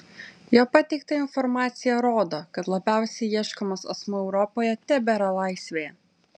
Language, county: Lithuanian, Vilnius